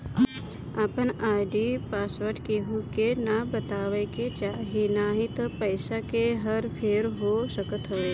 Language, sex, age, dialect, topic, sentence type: Bhojpuri, female, 25-30, Northern, banking, statement